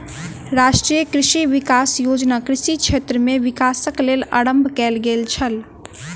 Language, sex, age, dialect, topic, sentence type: Maithili, female, 18-24, Southern/Standard, agriculture, statement